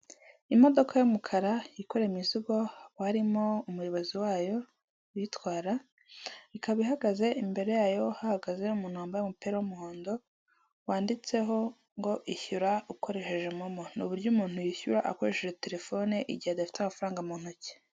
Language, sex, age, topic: Kinyarwanda, male, 18-24, finance